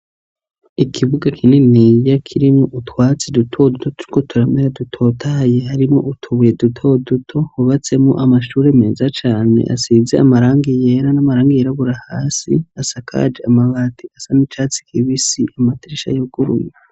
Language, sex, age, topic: Rundi, male, 25-35, education